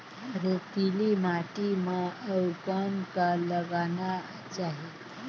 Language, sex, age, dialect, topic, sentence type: Chhattisgarhi, male, 25-30, Northern/Bhandar, agriculture, question